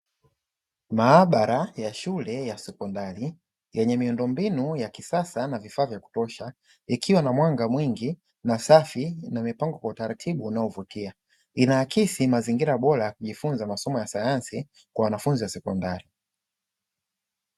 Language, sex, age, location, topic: Swahili, male, 25-35, Dar es Salaam, education